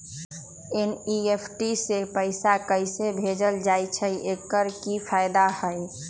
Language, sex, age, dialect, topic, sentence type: Magahi, female, 18-24, Western, banking, question